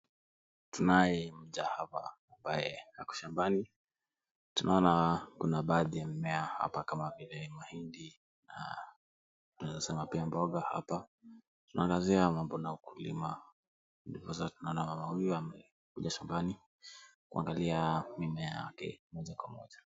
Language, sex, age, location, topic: Swahili, male, 18-24, Kisumu, agriculture